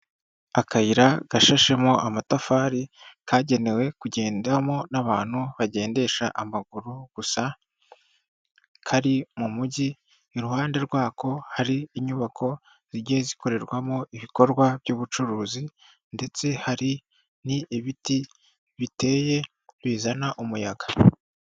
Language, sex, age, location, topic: Kinyarwanda, female, 25-35, Kigali, government